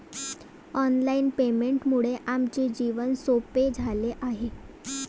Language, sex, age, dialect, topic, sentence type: Marathi, female, 18-24, Varhadi, banking, statement